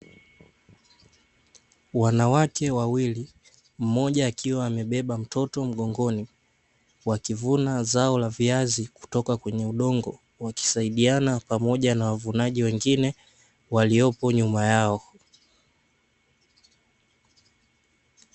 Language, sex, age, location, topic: Swahili, male, 18-24, Dar es Salaam, agriculture